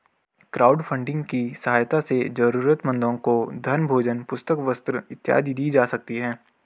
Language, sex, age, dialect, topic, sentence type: Hindi, male, 18-24, Garhwali, banking, statement